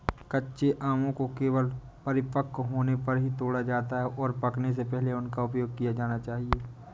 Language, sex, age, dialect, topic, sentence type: Hindi, male, 18-24, Awadhi Bundeli, agriculture, statement